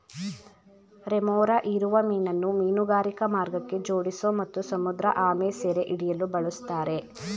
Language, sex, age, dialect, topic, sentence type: Kannada, female, 18-24, Mysore Kannada, agriculture, statement